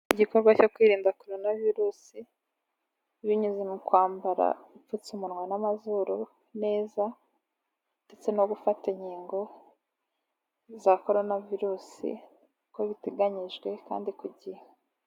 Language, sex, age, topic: Kinyarwanda, female, 18-24, health